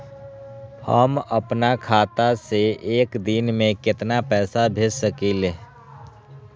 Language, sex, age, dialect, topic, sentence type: Magahi, male, 18-24, Western, banking, question